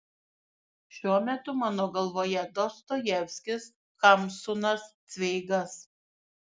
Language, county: Lithuanian, Šiauliai